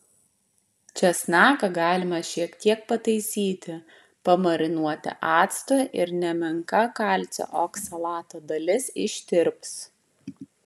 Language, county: Lithuanian, Vilnius